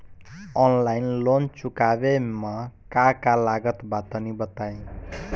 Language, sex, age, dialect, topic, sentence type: Bhojpuri, male, 18-24, Southern / Standard, banking, question